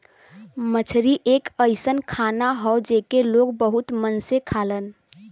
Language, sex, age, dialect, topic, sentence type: Bhojpuri, female, 18-24, Western, agriculture, statement